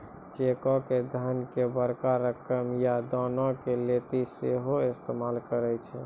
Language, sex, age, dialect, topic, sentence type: Maithili, male, 25-30, Angika, banking, statement